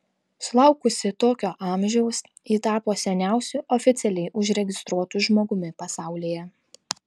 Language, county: Lithuanian, Tauragė